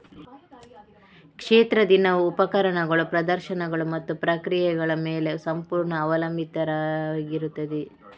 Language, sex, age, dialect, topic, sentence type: Kannada, female, 31-35, Coastal/Dakshin, agriculture, statement